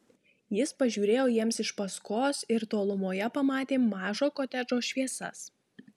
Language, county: Lithuanian, Marijampolė